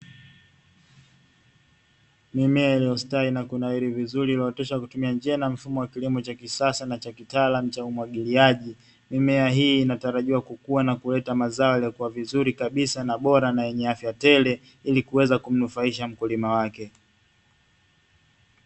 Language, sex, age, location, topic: Swahili, male, 18-24, Dar es Salaam, agriculture